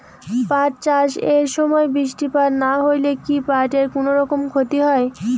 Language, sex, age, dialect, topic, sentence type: Bengali, female, 18-24, Rajbangshi, agriculture, question